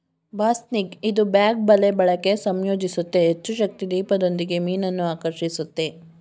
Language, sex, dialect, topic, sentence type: Kannada, female, Mysore Kannada, agriculture, statement